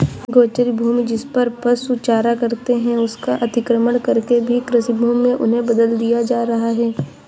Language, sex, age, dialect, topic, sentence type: Hindi, female, 25-30, Awadhi Bundeli, agriculture, statement